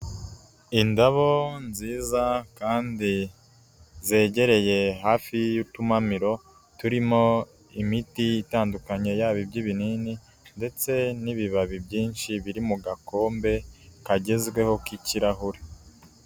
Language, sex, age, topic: Kinyarwanda, male, 18-24, health